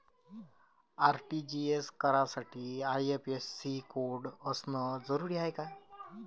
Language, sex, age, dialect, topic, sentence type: Marathi, male, 25-30, Varhadi, banking, question